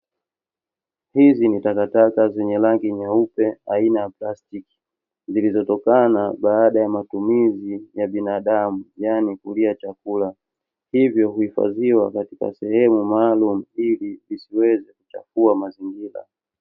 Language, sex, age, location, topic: Swahili, male, 36-49, Dar es Salaam, government